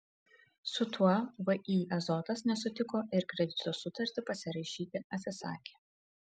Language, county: Lithuanian, Kaunas